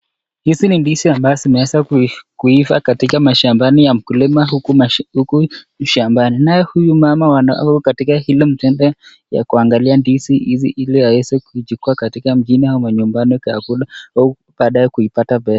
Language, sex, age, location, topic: Swahili, male, 25-35, Nakuru, agriculture